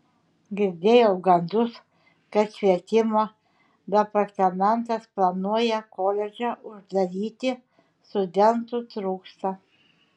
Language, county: Lithuanian, Šiauliai